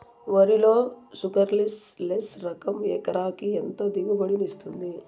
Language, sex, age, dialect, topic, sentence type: Telugu, female, 31-35, Southern, agriculture, question